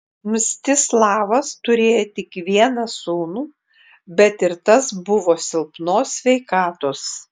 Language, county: Lithuanian, Klaipėda